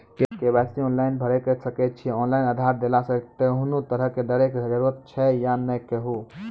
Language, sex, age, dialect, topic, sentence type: Maithili, male, 18-24, Angika, banking, question